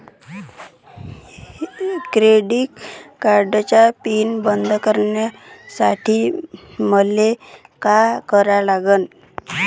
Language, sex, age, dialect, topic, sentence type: Marathi, male, 25-30, Varhadi, banking, question